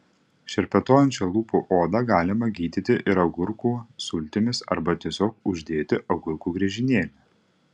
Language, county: Lithuanian, Utena